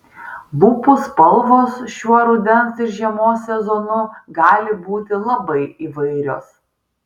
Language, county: Lithuanian, Vilnius